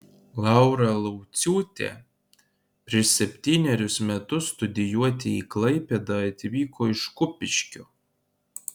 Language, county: Lithuanian, Kaunas